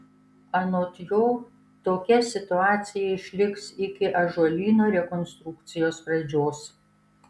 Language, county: Lithuanian, Kaunas